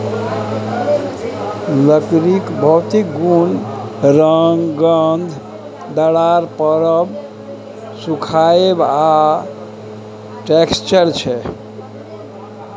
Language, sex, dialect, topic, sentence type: Maithili, male, Bajjika, agriculture, statement